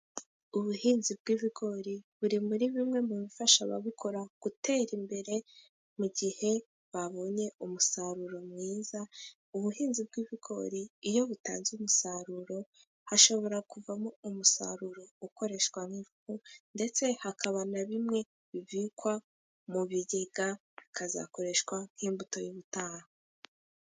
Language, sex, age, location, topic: Kinyarwanda, female, 18-24, Musanze, agriculture